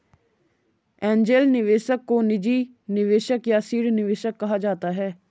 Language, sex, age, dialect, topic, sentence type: Hindi, female, 18-24, Garhwali, banking, statement